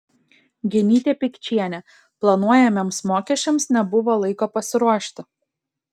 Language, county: Lithuanian, Klaipėda